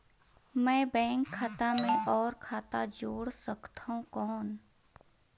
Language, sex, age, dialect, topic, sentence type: Chhattisgarhi, female, 31-35, Northern/Bhandar, banking, question